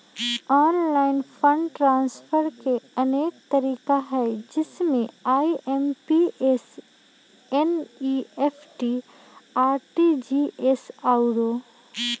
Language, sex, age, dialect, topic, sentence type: Magahi, female, 25-30, Western, banking, statement